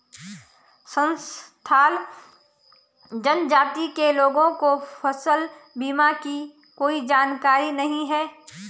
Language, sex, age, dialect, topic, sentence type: Hindi, female, 36-40, Garhwali, banking, statement